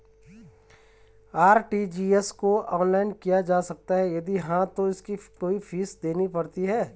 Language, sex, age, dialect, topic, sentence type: Hindi, male, 36-40, Garhwali, banking, question